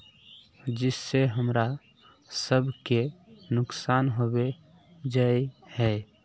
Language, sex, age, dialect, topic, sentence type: Magahi, male, 31-35, Northeastern/Surjapuri, agriculture, question